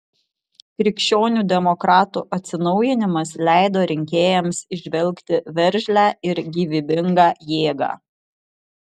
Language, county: Lithuanian, Vilnius